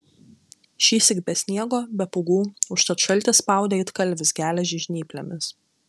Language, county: Lithuanian, Klaipėda